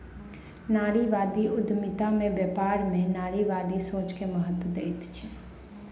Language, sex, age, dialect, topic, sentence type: Maithili, female, 18-24, Southern/Standard, banking, statement